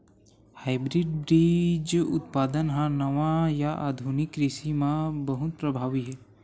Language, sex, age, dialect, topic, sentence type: Chhattisgarhi, male, 18-24, Western/Budati/Khatahi, agriculture, statement